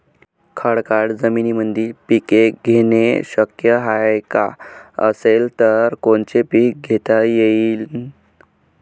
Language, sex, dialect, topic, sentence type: Marathi, male, Varhadi, agriculture, question